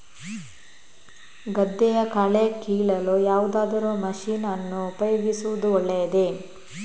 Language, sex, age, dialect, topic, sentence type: Kannada, female, 18-24, Coastal/Dakshin, agriculture, question